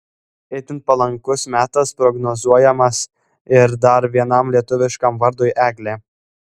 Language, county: Lithuanian, Klaipėda